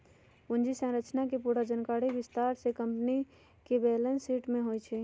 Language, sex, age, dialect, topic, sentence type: Magahi, female, 51-55, Western, banking, statement